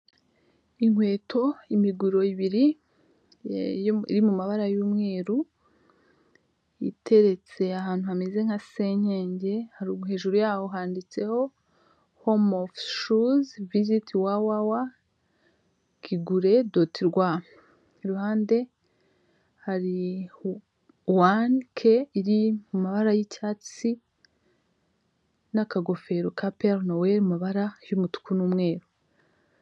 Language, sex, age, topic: Kinyarwanda, female, 25-35, finance